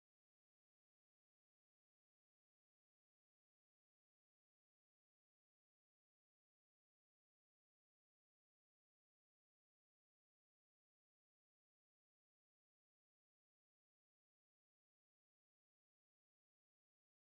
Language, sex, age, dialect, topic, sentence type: Chhattisgarhi, female, 18-24, Northern/Bhandar, banking, statement